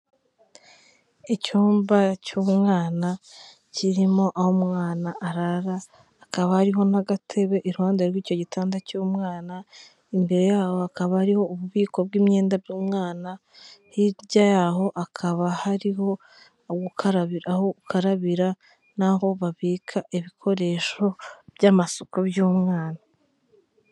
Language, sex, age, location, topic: Kinyarwanda, female, 25-35, Kigali, health